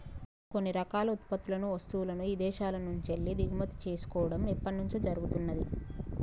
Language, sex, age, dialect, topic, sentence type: Telugu, female, 31-35, Telangana, banking, statement